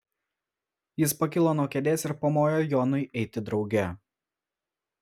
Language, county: Lithuanian, Vilnius